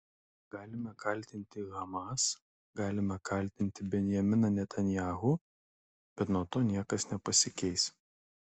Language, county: Lithuanian, Kaunas